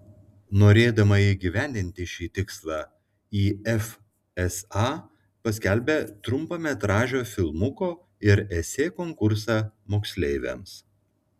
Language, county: Lithuanian, Klaipėda